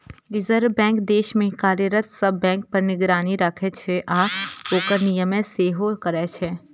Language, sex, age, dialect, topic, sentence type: Maithili, female, 25-30, Eastern / Thethi, banking, statement